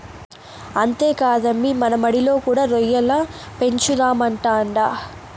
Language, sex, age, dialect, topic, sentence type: Telugu, female, 18-24, Southern, agriculture, statement